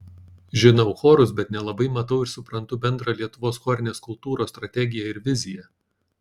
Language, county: Lithuanian, Panevėžys